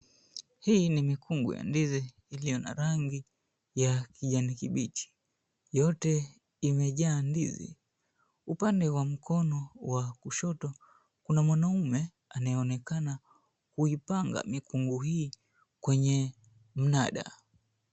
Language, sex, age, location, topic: Swahili, male, 25-35, Mombasa, agriculture